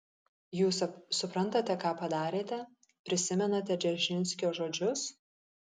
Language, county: Lithuanian, Kaunas